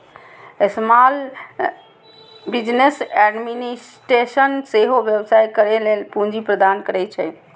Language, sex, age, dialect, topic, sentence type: Maithili, female, 60-100, Eastern / Thethi, banking, statement